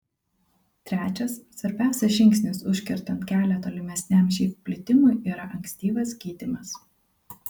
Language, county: Lithuanian, Kaunas